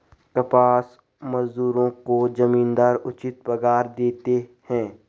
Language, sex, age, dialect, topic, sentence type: Hindi, male, 18-24, Garhwali, banking, statement